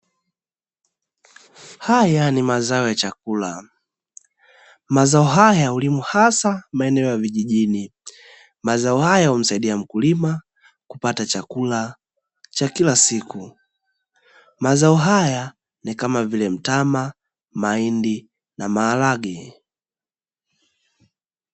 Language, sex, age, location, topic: Swahili, male, 18-24, Dar es Salaam, agriculture